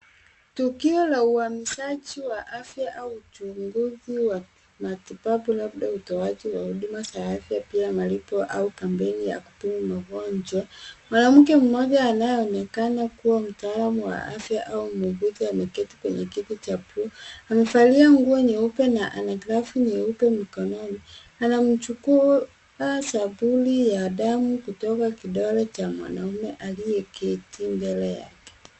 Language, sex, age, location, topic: Swahili, female, 25-35, Nairobi, health